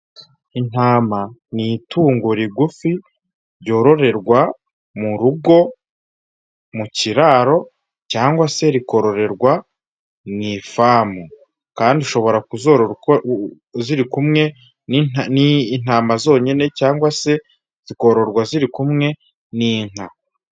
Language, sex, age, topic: Kinyarwanda, male, 25-35, agriculture